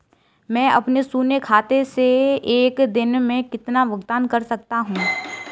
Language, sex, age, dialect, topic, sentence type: Hindi, female, 18-24, Kanauji Braj Bhasha, banking, question